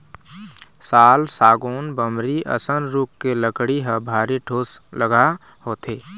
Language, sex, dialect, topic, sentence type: Chhattisgarhi, male, Eastern, agriculture, statement